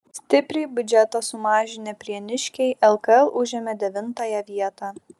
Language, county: Lithuanian, Šiauliai